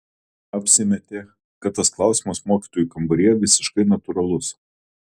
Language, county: Lithuanian, Kaunas